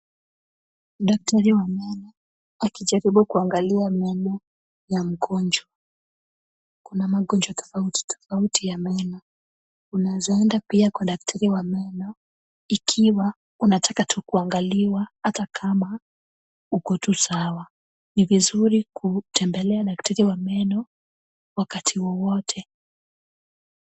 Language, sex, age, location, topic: Swahili, female, 18-24, Kisumu, health